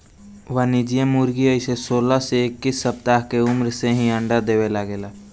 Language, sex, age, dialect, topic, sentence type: Bhojpuri, male, <18, Southern / Standard, agriculture, statement